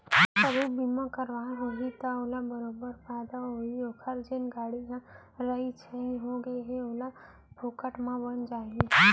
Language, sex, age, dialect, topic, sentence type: Chhattisgarhi, female, 18-24, Central, banking, statement